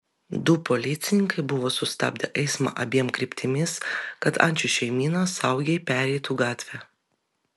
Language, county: Lithuanian, Vilnius